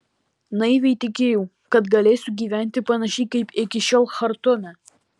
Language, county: Lithuanian, Alytus